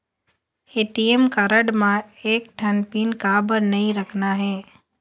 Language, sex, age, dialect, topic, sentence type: Chhattisgarhi, female, 51-55, Eastern, banking, question